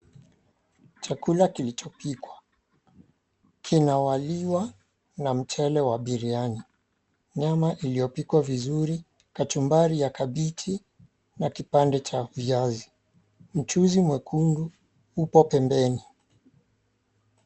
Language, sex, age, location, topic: Swahili, male, 36-49, Mombasa, agriculture